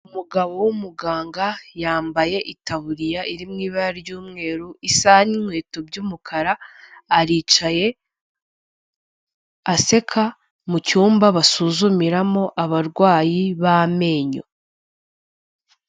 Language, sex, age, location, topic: Kinyarwanda, female, 25-35, Kigali, health